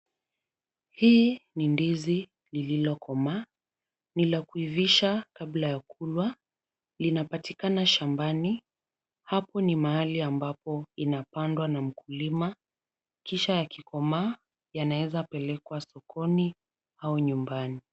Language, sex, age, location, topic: Swahili, female, 25-35, Kisumu, agriculture